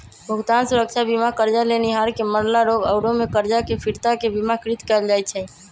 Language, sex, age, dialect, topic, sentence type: Magahi, male, 25-30, Western, banking, statement